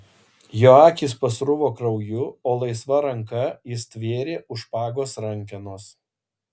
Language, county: Lithuanian, Kaunas